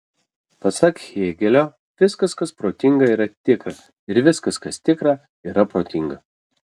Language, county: Lithuanian, Kaunas